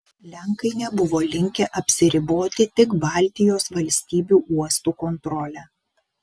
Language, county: Lithuanian, Vilnius